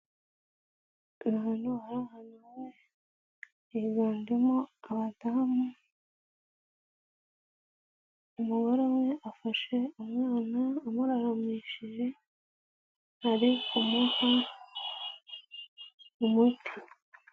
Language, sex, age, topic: Kinyarwanda, female, 18-24, health